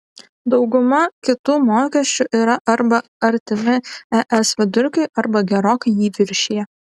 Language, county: Lithuanian, Šiauliai